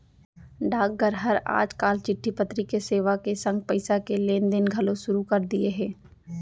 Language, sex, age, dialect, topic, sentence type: Chhattisgarhi, female, 18-24, Central, banking, statement